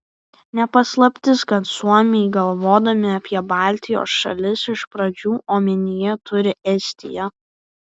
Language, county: Lithuanian, Vilnius